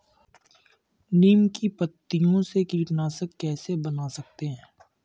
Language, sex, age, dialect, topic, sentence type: Hindi, male, 51-55, Kanauji Braj Bhasha, agriculture, question